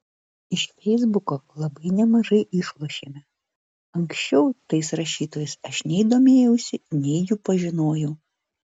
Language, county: Lithuanian, Vilnius